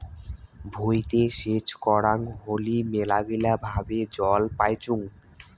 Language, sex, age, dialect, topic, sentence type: Bengali, male, 18-24, Rajbangshi, agriculture, statement